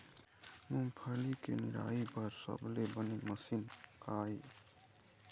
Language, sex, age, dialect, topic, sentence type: Chhattisgarhi, male, 51-55, Eastern, agriculture, question